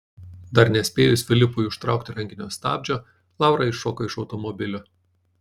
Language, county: Lithuanian, Panevėžys